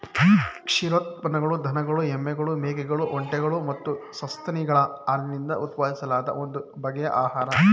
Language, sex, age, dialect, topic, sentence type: Kannada, male, 25-30, Mysore Kannada, agriculture, statement